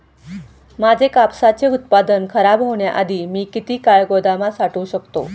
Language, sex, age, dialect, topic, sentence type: Marathi, female, 46-50, Standard Marathi, agriculture, question